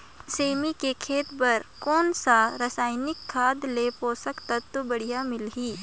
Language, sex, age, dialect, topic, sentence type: Chhattisgarhi, female, 31-35, Northern/Bhandar, agriculture, question